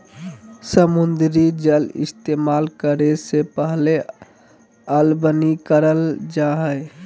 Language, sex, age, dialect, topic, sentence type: Magahi, male, 18-24, Southern, agriculture, statement